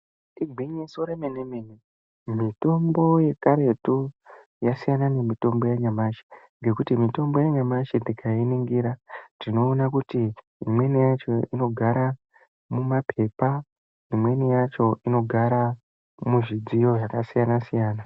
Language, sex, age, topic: Ndau, female, 18-24, health